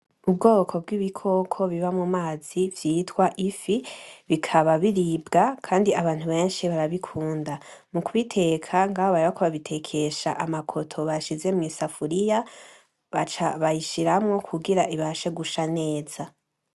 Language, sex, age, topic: Rundi, male, 18-24, agriculture